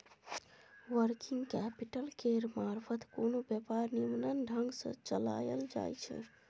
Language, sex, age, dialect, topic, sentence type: Maithili, female, 18-24, Bajjika, banking, statement